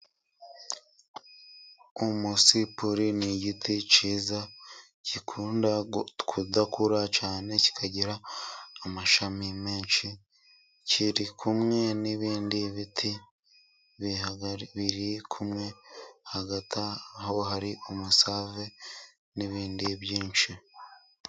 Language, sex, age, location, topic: Kinyarwanda, male, 25-35, Musanze, agriculture